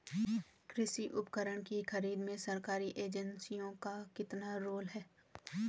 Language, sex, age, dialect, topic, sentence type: Hindi, female, 18-24, Garhwali, agriculture, question